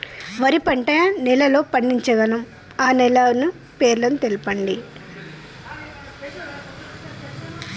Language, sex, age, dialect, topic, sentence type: Telugu, female, 46-50, Telangana, agriculture, question